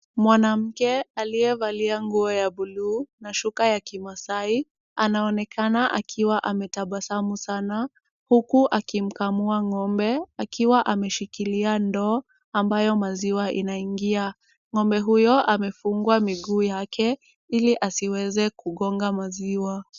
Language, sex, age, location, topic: Swahili, female, 36-49, Kisumu, agriculture